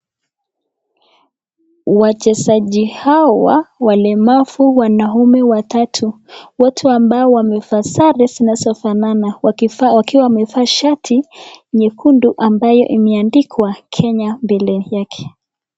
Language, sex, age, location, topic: Swahili, female, 25-35, Nakuru, education